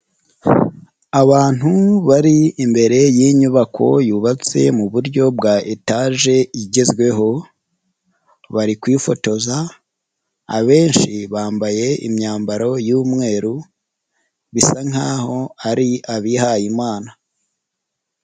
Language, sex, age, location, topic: Kinyarwanda, female, 18-24, Nyagatare, finance